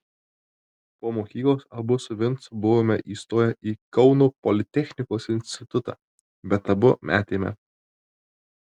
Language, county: Lithuanian, Tauragė